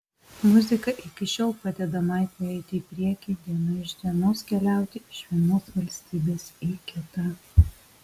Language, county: Lithuanian, Alytus